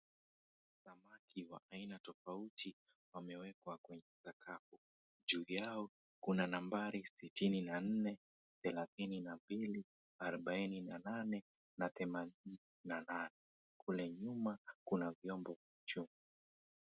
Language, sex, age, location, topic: Swahili, male, 25-35, Mombasa, agriculture